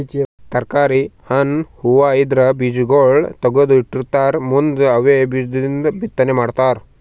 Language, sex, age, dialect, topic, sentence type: Kannada, male, 18-24, Northeastern, agriculture, statement